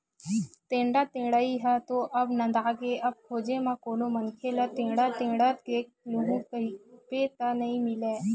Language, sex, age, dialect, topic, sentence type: Chhattisgarhi, female, 25-30, Western/Budati/Khatahi, agriculture, statement